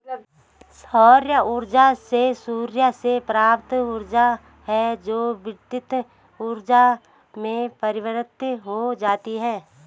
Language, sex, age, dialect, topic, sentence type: Hindi, female, 31-35, Garhwali, agriculture, statement